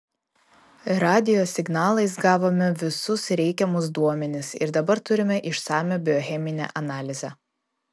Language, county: Lithuanian, Vilnius